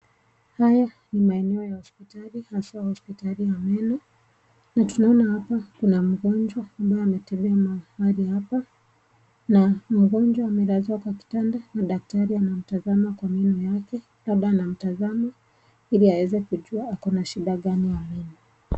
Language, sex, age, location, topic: Swahili, female, 25-35, Nakuru, health